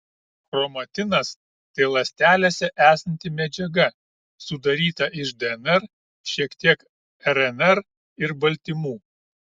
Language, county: Lithuanian, Kaunas